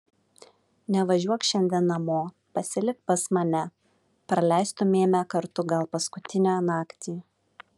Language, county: Lithuanian, Vilnius